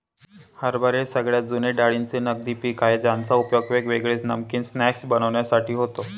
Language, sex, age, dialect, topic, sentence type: Marathi, male, 25-30, Northern Konkan, agriculture, statement